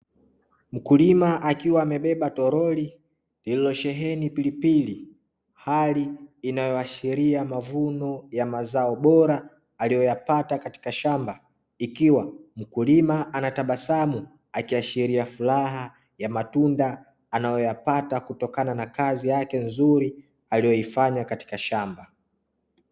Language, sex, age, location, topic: Swahili, male, 25-35, Dar es Salaam, agriculture